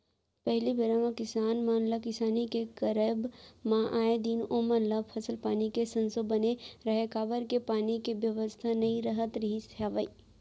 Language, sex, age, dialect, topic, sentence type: Chhattisgarhi, female, 18-24, Central, banking, statement